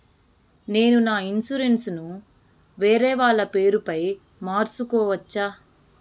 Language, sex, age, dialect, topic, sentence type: Telugu, female, 18-24, Southern, banking, question